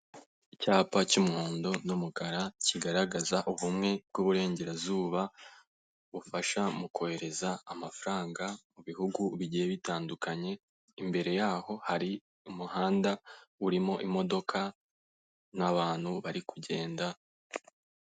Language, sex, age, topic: Kinyarwanda, male, 18-24, finance